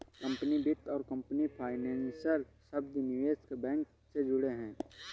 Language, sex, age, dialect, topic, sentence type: Hindi, male, 31-35, Awadhi Bundeli, banking, statement